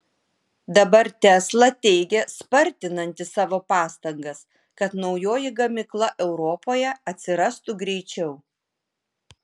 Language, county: Lithuanian, Vilnius